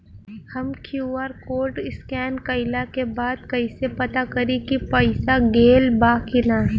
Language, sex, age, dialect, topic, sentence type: Bhojpuri, female, 18-24, Southern / Standard, banking, question